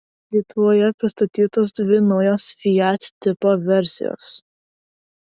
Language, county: Lithuanian, Vilnius